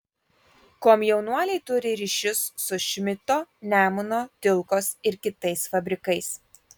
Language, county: Lithuanian, Kaunas